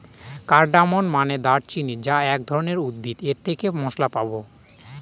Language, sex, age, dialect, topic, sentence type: Bengali, male, 25-30, Northern/Varendri, agriculture, statement